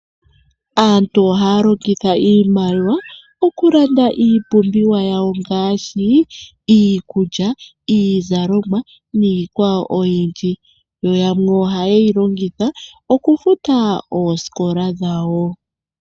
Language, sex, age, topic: Oshiwambo, male, 25-35, finance